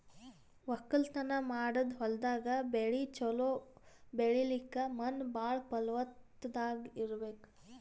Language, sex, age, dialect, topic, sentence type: Kannada, female, 18-24, Northeastern, agriculture, statement